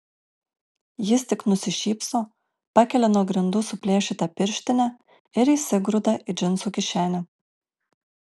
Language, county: Lithuanian, Alytus